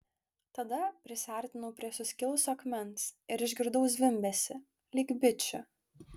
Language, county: Lithuanian, Klaipėda